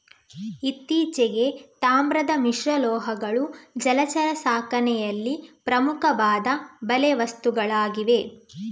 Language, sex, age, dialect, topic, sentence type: Kannada, female, 18-24, Coastal/Dakshin, agriculture, statement